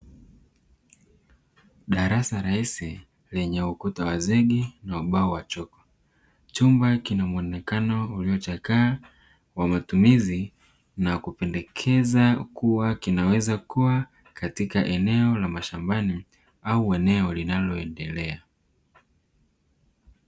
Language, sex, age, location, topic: Swahili, male, 18-24, Dar es Salaam, education